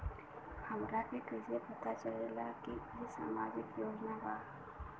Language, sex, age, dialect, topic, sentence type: Bhojpuri, female, 18-24, Western, banking, question